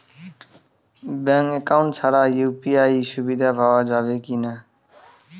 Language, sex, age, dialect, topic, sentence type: Bengali, male, 18-24, Western, banking, question